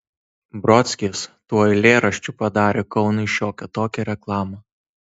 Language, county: Lithuanian, Tauragė